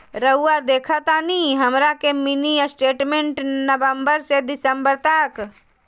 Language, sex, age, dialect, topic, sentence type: Magahi, female, 31-35, Southern, banking, question